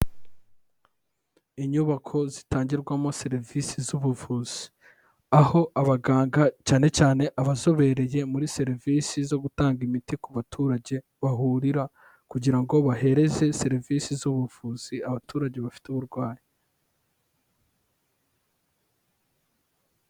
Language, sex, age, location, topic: Kinyarwanda, male, 25-35, Kigali, health